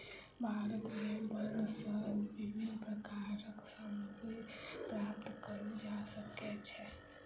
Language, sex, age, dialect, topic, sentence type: Maithili, female, 18-24, Southern/Standard, agriculture, statement